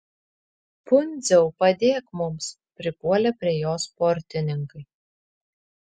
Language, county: Lithuanian, Vilnius